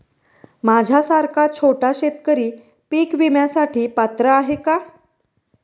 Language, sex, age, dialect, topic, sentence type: Marathi, female, 31-35, Standard Marathi, agriculture, question